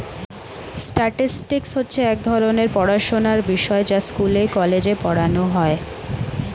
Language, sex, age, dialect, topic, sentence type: Bengali, female, 18-24, Standard Colloquial, banking, statement